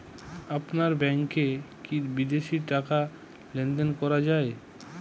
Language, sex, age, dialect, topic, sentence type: Bengali, male, 25-30, Jharkhandi, banking, question